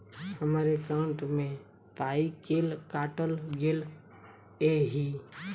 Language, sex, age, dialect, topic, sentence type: Maithili, female, 18-24, Southern/Standard, banking, question